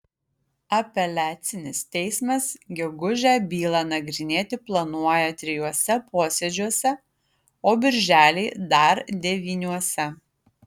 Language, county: Lithuanian, Utena